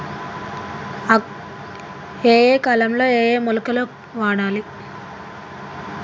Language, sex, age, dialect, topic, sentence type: Telugu, female, 25-30, Telangana, agriculture, question